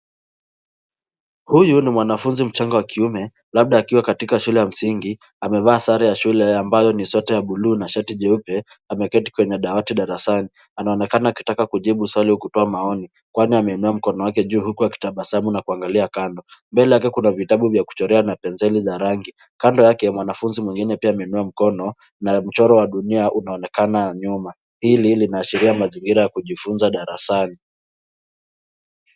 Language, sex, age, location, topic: Swahili, male, 18-24, Nairobi, education